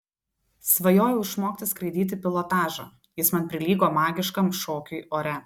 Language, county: Lithuanian, Telšiai